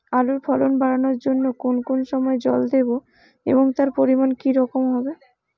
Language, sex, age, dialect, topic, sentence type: Bengali, female, 18-24, Rajbangshi, agriculture, question